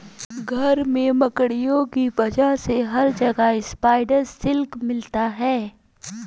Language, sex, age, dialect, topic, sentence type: Hindi, female, 25-30, Awadhi Bundeli, agriculture, statement